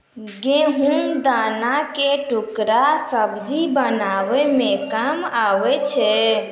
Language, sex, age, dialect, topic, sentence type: Maithili, female, 56-60, Angika, agriculture, statement